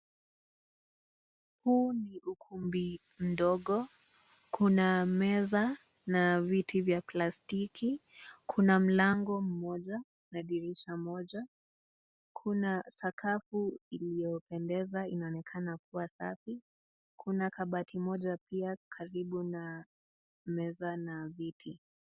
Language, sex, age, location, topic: Swahili, female, 18-24, Nakuru, education